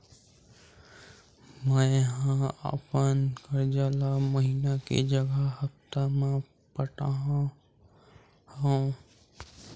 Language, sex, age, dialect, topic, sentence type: Chhattisgarhi, male, 41-45, Western/Budati/Khatahi, banking, statement